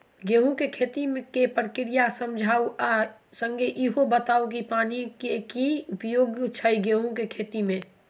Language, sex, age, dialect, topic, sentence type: Maithili, male, 18-24, Southern/Standard, agriculture, question